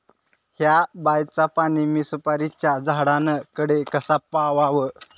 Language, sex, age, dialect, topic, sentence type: Marathi, male, 18-24, Southern Konkan, agriculture, question